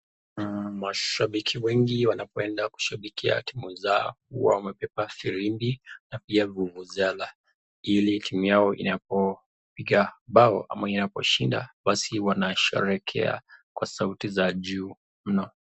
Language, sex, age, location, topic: Swahili, male, 25-35, Nakuru, government